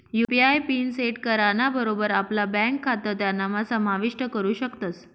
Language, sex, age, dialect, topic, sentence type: Marathi, female, 31-35, Northern Konkan, banking, statement